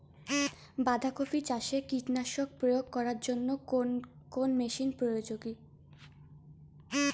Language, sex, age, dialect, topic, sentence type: Bengali, female, 18-24, Rajbangshi, agriculture, question